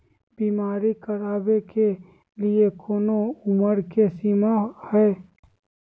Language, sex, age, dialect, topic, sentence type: Magahi, female, 18-24, Southern, banking, question